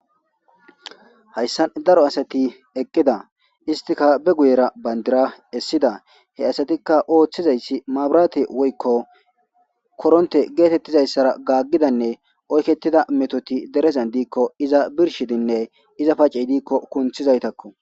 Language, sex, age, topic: Gamo, male, 25-35, government